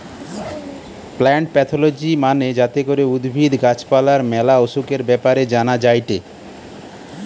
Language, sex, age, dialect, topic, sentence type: Bengali, male, 31-35, Western, agriculture, statement